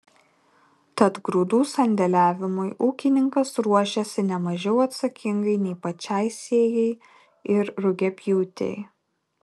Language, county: Lithuanian, Kaunas